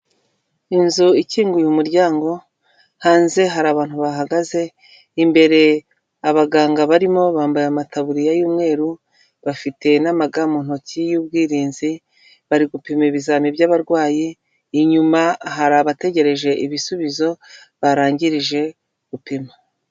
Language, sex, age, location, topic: Kinyarwanda, female, 36-49, Kigali, finance